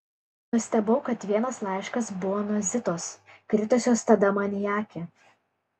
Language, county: Lithuanian, Kaunas